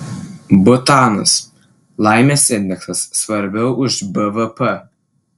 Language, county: Lithuanian, Klaipėda